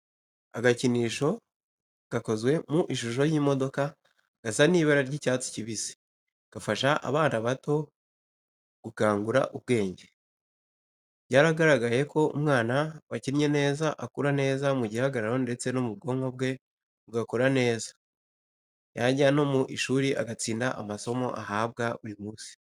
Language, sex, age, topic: Kinyarwanda, male, 18-24, education